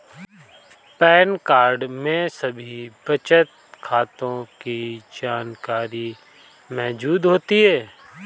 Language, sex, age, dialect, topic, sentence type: Hindi, male, 25-30, Kanauji Braj Bhasha, banking, statement